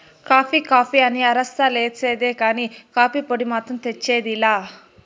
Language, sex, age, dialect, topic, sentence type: Telugu, male, 18-24, Southern, agriculture, statement